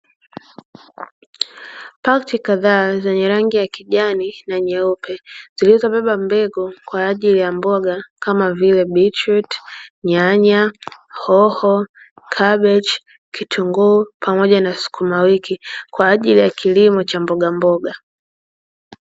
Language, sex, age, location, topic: Swahili, female, 18-24, Dar es Salaam, agriculture